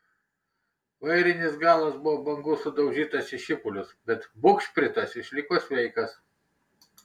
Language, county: Lithuanian, Kaunas